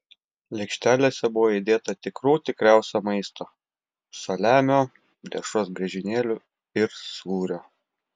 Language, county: Lithuanian, Klaipėda